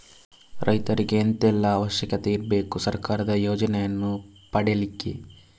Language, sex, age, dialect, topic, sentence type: Kannada, male, 46-50, Coastal/Dakshin, banking, question